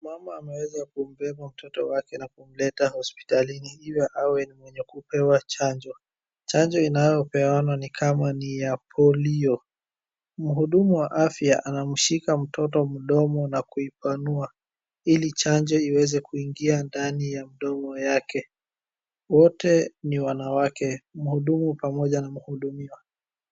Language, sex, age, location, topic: Swahili, female, 36-49, Wajir, health